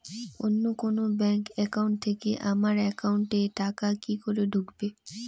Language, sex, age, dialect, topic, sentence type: Bengali, female, 18-24, Rajbangshi, banking, question